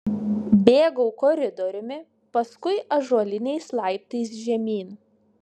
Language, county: Lithuanian, Šiauliai